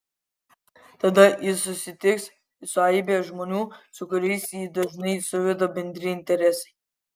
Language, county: Lithuanian, Kaunas